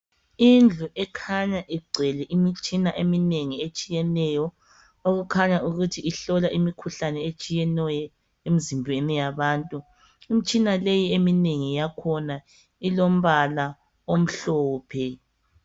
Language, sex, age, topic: North Ndebele, female, 25-35, health